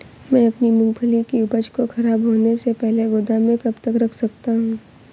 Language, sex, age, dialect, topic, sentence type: Hindi, female, 18-24, Awadhi Bundeli, agriculture, question